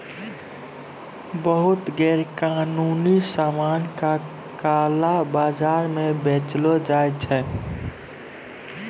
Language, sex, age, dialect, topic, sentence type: Maithili, male, 18-24, Angika, banking, statement